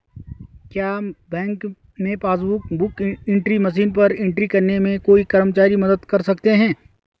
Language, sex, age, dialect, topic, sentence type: Hindi, male, 36-40, Garhwali, banking, question